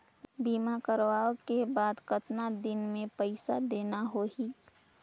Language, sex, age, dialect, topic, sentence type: Chhattisgarhi, female, 18-24, Northern/Bhandar, banking, question